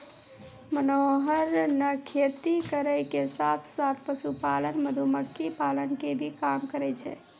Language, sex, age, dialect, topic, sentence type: Maithili, male, 18-24, Angika, agriculture, statement